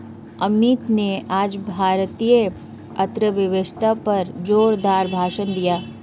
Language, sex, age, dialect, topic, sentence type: Hindi, male, 25-30, Marwari Dhudhari, banking, statement